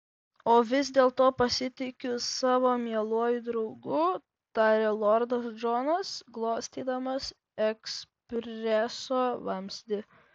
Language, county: Lithuanian, Vilnius